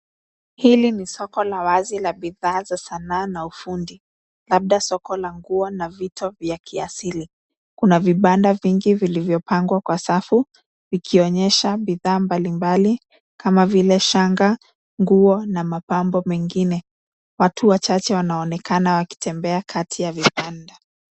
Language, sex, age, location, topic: Swahili, female, 25-35, Nairobi, finance